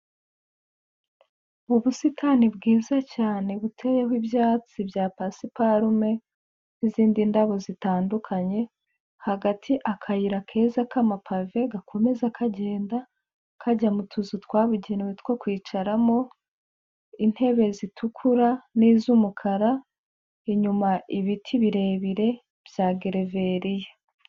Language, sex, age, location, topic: Kinyarwanda, female, 25-35, Kigali, finance